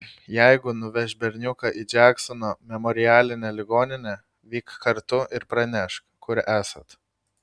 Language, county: Lithuanian, Kaunas